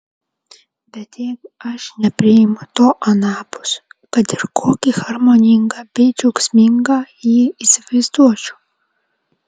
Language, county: Lithuanian, Vilnius